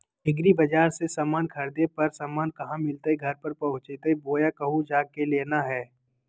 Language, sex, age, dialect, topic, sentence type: Magahi, male, 18-24, Southern, agriculture, question